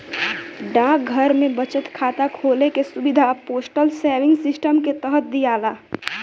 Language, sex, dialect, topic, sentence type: Bhojpuri, male, Southern / Standard, banking, statement